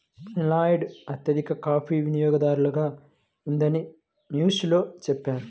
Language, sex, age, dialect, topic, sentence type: Telugu, male, 25-30, Central/Coastal, agriculture, statement